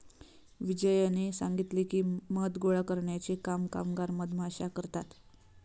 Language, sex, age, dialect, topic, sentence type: Marathi, female, 25-30, Varhadi, agriculture, statement